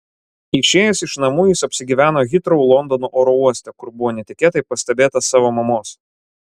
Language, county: Lithuanian, Klaipėda